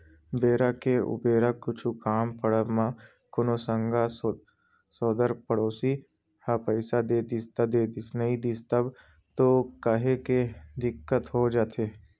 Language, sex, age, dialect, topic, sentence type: Chhattisgarhi, male, 18-24, Western/Budati/Khatahi, banking, statement